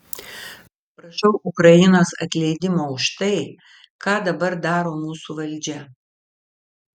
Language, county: Lithuanian, Vilnius